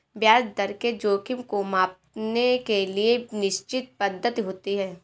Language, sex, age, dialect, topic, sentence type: Hindi, female, 18-24, Marwari Dhudhari, banking, statement